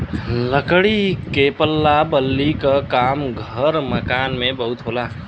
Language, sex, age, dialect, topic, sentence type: Bhojpuri, male, 25-30, Western, agriculture, statement